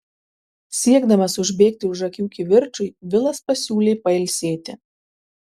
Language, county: Lithuanian, Marijampolė